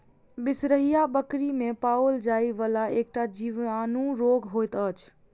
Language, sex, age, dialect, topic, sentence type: Maithili, female, 41-45, Southern/Standard, agriculture, statement